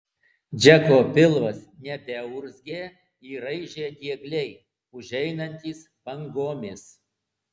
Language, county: Lithuanian, Alytus